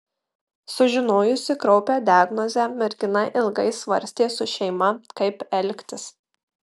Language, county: Lithuanian, Marijampolė